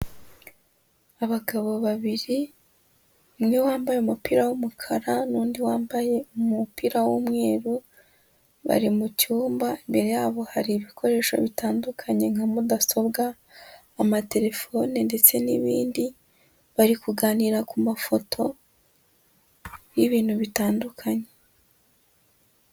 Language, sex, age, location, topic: Kinyarwanda, female, 18-24, Huye, finance